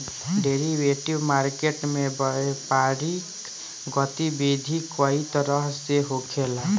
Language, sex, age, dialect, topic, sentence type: Bhojpuri, male, 18-24, Southern / Standard, banking, statement